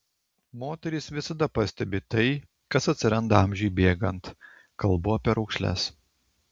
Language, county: Lithuanian, Klaipėda